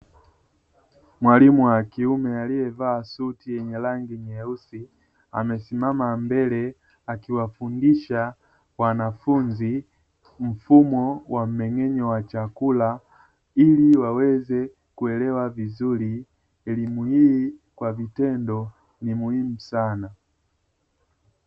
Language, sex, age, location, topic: Swahili, male, 25-35, Dar es Salaam, education